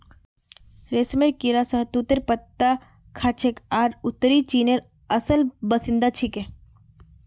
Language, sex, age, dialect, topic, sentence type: Magahi, female, 25-30, Northeastern/Surjapuri, agriculture, statement